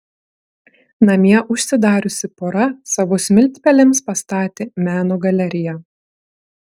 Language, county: Lithuanian, Klaipėda